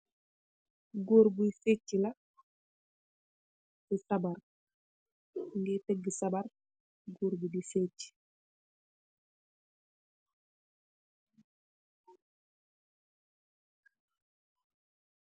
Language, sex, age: Wolof, female, 18-24